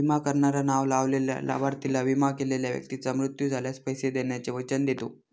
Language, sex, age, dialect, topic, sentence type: Marathi, male, 18-24, Northern Konkan, banking, statement